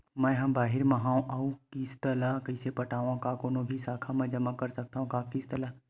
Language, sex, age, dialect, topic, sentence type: Chhattisgarhi, male, 31-35, Western/Budati/Khatahi, banking, question